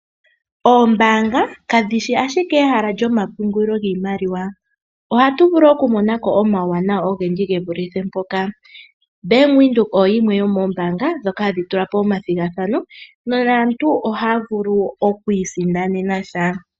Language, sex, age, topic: Oshiwambo, female, 18-24, finance